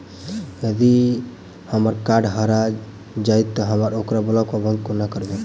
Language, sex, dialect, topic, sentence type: Maithili, male, Southern/Standard, banking, question